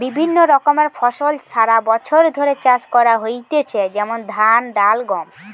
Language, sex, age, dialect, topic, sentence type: Bengali, female, 18-24, Western, agriculture, statement